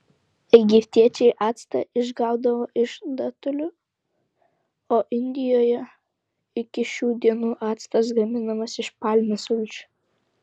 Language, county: Lithuanian, Vilnius